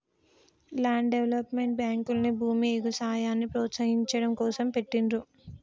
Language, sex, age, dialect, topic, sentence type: Telugu, female, 25-30, Telangana, banking, statement